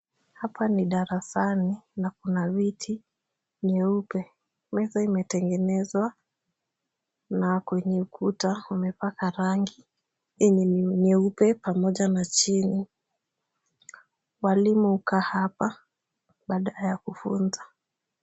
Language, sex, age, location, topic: Swahili, female, 18-24, Kisumu, education